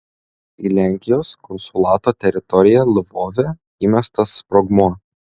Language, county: Lithuanian, Klaipėda